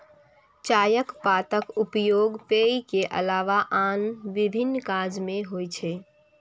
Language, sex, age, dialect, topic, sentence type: Maithili, female, 18-24, Eastern / Thethi, agriculture, statement